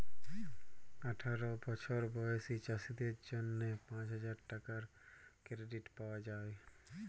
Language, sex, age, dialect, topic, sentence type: Bengali, male, 18-24, Jharkhandi, agriculture, statement